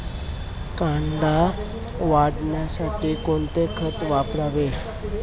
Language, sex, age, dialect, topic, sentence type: Marathi, male, 18-24, Standard Marathi, agriculture, question